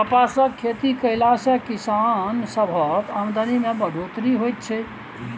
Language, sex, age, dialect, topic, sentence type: Maithili, male, 56-60, Bajjika, agriculture, statement